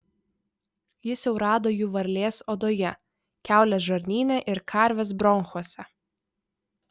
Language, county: Lithuanian, Vilnius